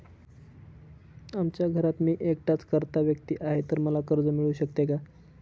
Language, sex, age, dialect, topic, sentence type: Marathi, male, 18-24, Northern Konkan, banking, question